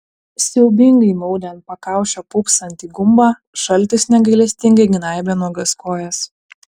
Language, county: Lithuanian, Utena